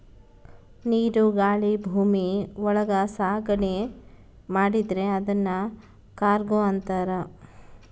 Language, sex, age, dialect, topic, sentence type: Kannada, female, 36-40, Central, banking, statement